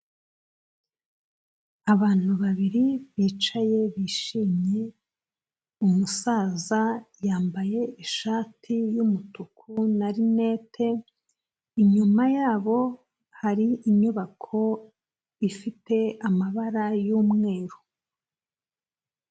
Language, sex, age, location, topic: Kinyarwanda, female, 25-35, Kigali, health